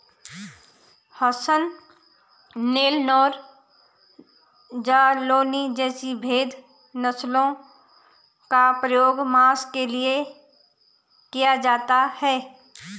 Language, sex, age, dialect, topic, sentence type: Hindi, female, 36-40, Garhwali, agriculture, statement